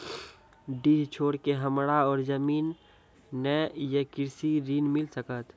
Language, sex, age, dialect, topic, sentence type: Maithili, male, 18-24, Angika, banking, question